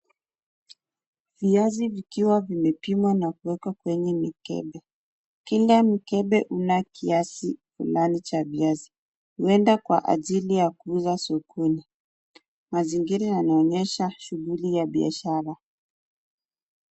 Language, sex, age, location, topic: Swahili, female, 25-35, Nakuru, finance